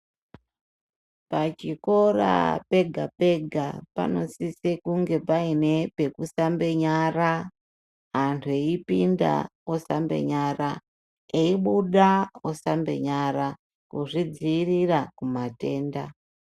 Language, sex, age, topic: Ndau, female, 36-49, education